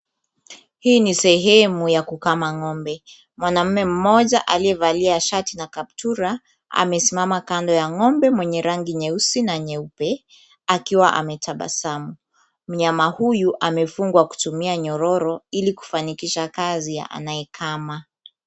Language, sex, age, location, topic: Swahili, female, 18-24, Kisumu, agriculture